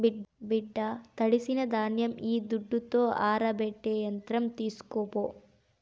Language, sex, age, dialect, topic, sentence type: Telugu, female, 18-24, Southern, agriculture, statement